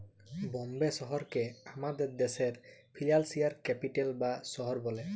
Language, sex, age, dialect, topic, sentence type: Bengali, male, 31-35, Jharkhandi, banking, statement